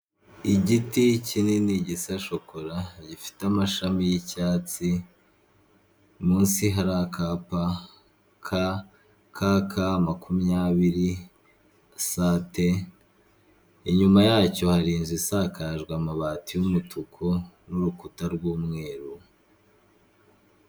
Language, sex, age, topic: Kinyarwanda, male, 25-35, government